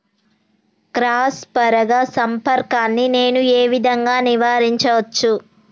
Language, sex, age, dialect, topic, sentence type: Telugu, female, 31-35, Telangana, agriculture, question